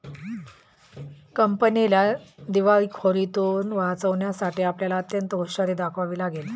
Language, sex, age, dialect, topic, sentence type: Marathi, female, 31-35, Standard Marathi, banking, statement